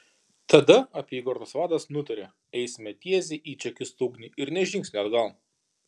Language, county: Lithuanian, Kaunas